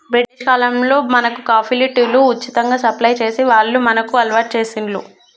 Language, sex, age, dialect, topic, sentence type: Telugu, male, 25-30, Telangana, agriculture, statement